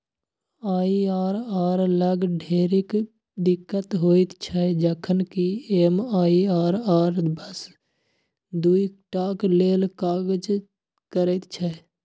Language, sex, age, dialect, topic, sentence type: Maithili, male, 18-24, Bajjika, banking, statement